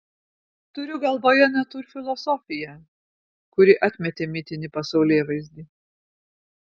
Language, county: Lithuanian, Vilnius